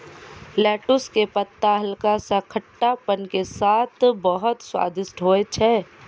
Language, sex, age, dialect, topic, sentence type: Maithili, female, 51-55, Angika, agriculture, statement